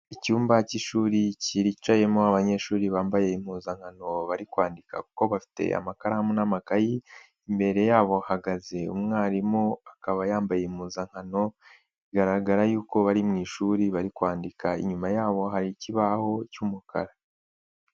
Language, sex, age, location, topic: Kinyarwanda, male, 18-24, Nyagatare, education